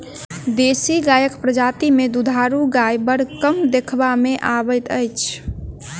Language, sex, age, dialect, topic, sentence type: Maithili, female, 18-24, Southern/Standard, agriculture, statement